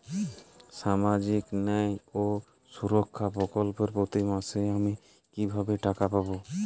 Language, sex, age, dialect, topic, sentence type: Bengali, male, 18-24, Jharkhandi, banking, question